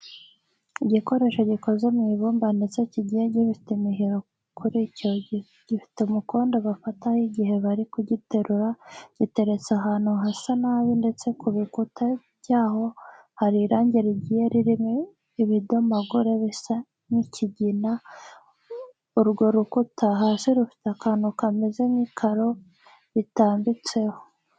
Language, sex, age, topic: Kinyarwanda, female, 25-35, education